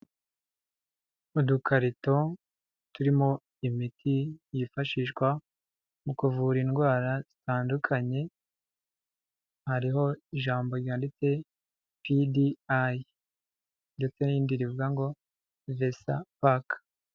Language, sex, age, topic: Kinyarwanda, male, 25-35, health